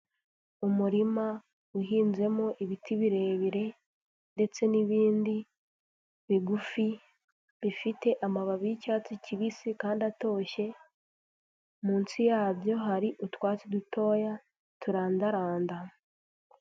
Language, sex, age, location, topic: Kinyarwanda, female, 18-24, Huye, health